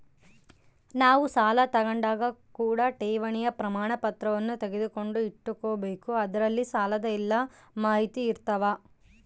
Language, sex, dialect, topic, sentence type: Kannada, female, Central, banking, statement